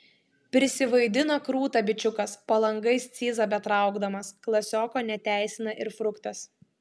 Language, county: Lithuanian, Klaipėda